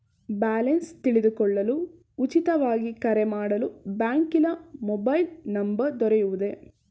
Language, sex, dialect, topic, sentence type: Kannada, female, Mysore Kannada, banking, question